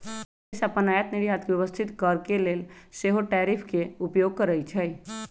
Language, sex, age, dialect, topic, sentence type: Magahi, male, 18-24, Western, banking, statement